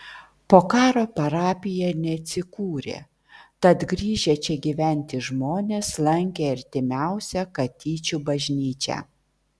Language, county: Lithuanian, Vilnius